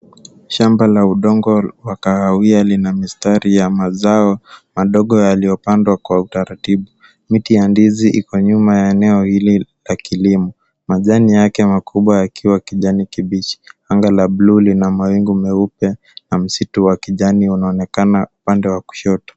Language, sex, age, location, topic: Swahili, male, 18-24, Kisumu, agriculture